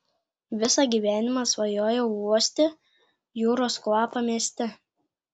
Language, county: Lithuanian, Klaipėda